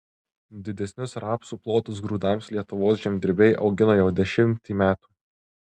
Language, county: Lithuanian, Tauragė